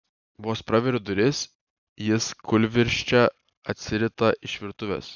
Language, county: Lithuanian, Kaunas